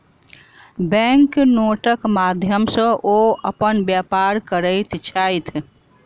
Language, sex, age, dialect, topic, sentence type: Maithili, female, 46-50, Southern/Standard, banking, statement